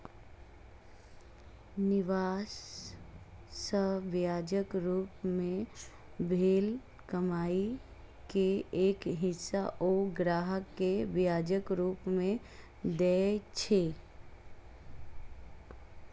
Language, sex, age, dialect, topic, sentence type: Maithili, female, 25-30, Eastern / Thethi, banking, statement